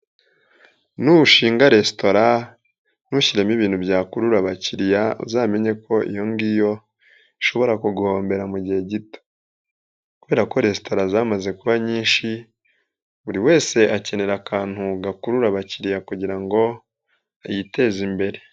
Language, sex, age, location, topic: Kinyarwanda, female, 18-24, Nyagatare, finance